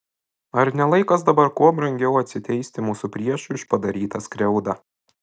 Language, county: Lithuanian, Šiauliai